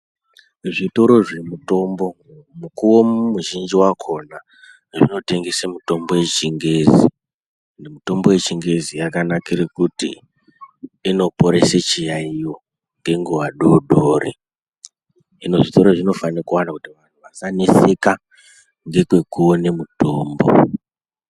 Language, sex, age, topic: Ndau, male, 18-24, health